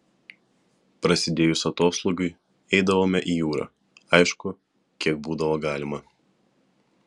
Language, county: Lithuanian, Kaunas